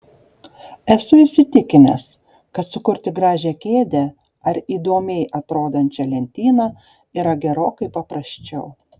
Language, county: Lithuanian, Šiauliai